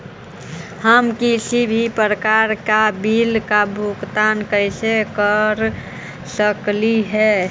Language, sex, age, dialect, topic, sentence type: Magahi, female, 25-30, Central/Standard, banking, question